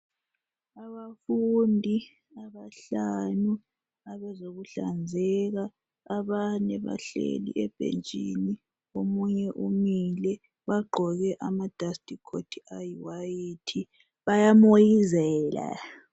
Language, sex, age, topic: North Ndebele, female, 25-35, health